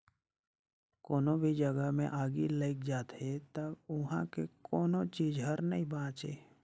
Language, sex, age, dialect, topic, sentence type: Chhattisgarhi, male, 56-60, Northern/Bhandar, banking, statement